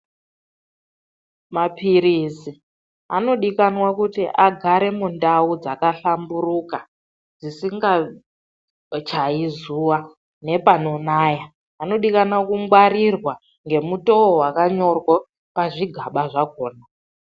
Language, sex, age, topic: Ndau, female, 36-49, health